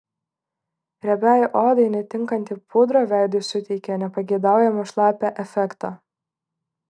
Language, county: Lithuanian, Klaipėda